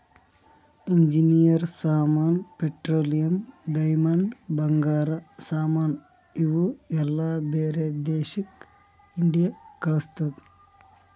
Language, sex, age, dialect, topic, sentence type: Kannada, male, 25-30, Northeastern, banking, statement